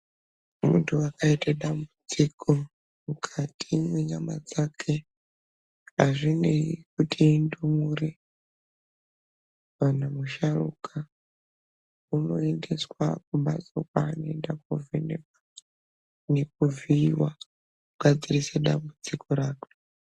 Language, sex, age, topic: Ndau, male, 18-24, health